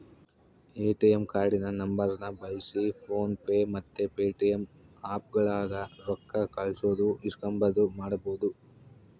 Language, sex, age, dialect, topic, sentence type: Kannada, male, 25-30, Central, banking, statement